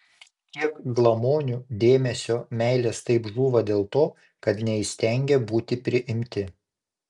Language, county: Lithuanian, Panevėžys